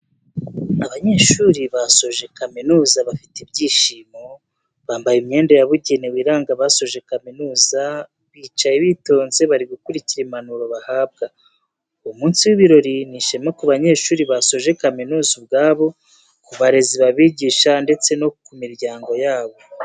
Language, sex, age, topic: Kinyarwanda, male, 36-49, education